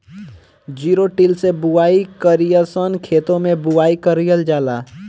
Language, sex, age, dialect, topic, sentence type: Bhojpuri, male, 18-24, Northern, agriculture, question